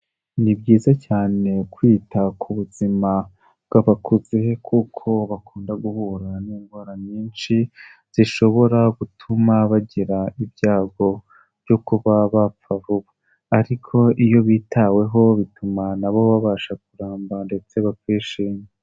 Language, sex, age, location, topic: Kinyarwanda, male, 18-24, Kigali, health